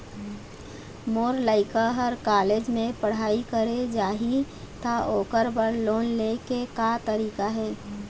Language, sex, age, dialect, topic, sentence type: Chhattisgarhi, female, 41-45, Eastern, banking, question